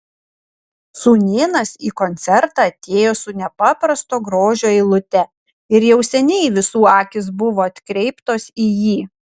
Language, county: Lithuanian, Kaunas